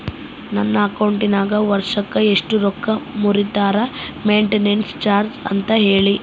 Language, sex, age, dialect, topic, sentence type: Kannada, female, 25-30, Central, banking, question